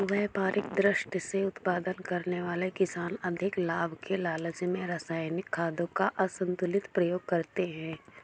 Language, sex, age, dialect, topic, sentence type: Hindi, female, 25-30, Awadhi Bundeli, agriculture, statement